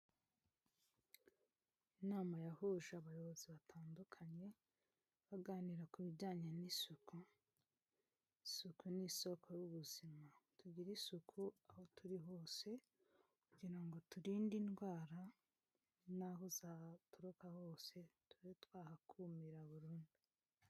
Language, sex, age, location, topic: Kinyarwanda, female, 25-35, Kigali, health